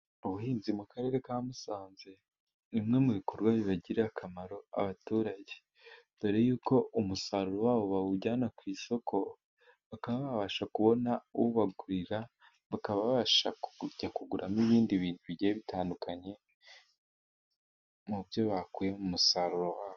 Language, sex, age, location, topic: Kinyarwanda, male, 18-24, Musanze, agriculture